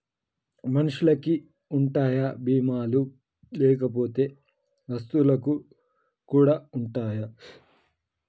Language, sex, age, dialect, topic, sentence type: Telugu, male, 31-35, Telangana, banking, question